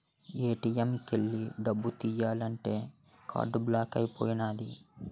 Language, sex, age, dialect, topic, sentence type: Telugu, male, 18-24, Utterandhra, banking, statement